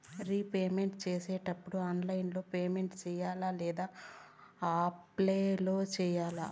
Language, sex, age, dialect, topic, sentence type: Telugu, female, 31-35, Southern, banking, question